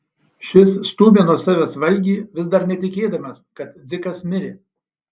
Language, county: Lithuanian, Alytus